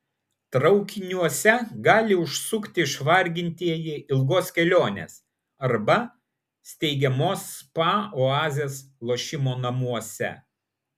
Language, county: Lithuanian, Vilnius